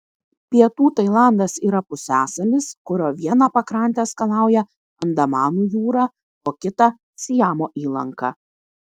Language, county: Lithuanian, Kaunas